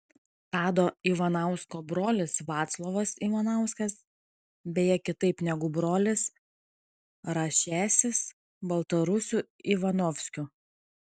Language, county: Lithuanian, Kaunas